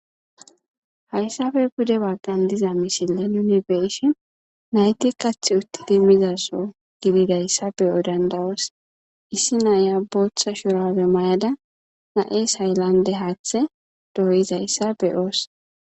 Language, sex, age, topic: Gamo, female, 18-24, agriculture